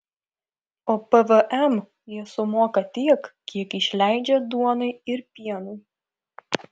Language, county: Lithuanian, Kaunas